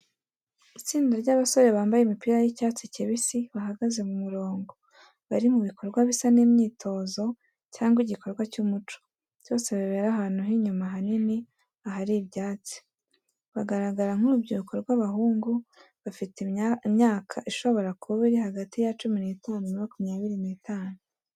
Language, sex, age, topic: Kinyarwanda, female, 18-24, education